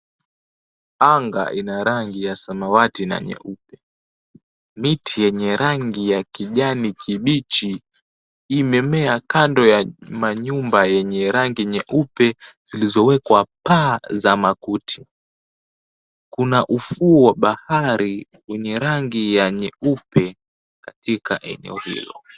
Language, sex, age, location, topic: Swahili, male, 18-24, Mombasa, agriculture